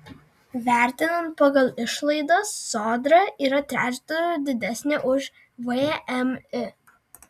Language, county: Lithuanian, Alytus